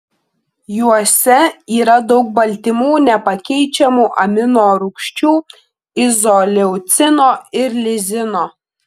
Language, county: Lithuanian, Klaipėda